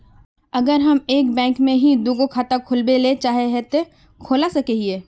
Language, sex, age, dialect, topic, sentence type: Magahi, female, 41-45, Northeastern/Surjapuri, banking, question